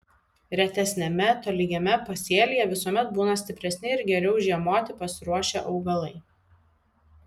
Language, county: Lithuanian, Vilnius